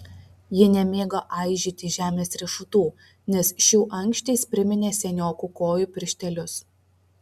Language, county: Lithuanian, Vilnius